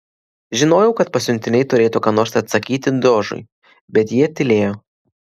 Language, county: Lithuanian, Klaipėda